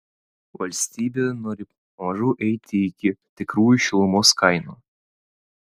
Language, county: Lithuanian, Vilnius